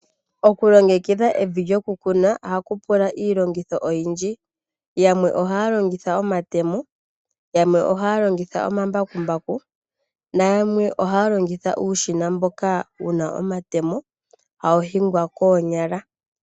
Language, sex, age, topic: Oshiwambo, female, 25-35, agriculture